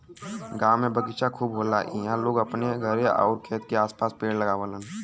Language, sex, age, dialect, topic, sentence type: Bhojpuri, male, <18, Western, agriculture, statement